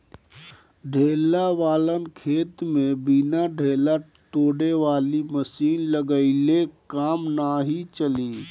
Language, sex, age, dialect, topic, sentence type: Bhojpuri, male, 18-24, Northern, agriculture, statement